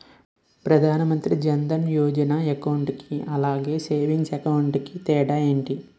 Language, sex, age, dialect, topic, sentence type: Telugu, male, 18-24, Utterandhra, banking, question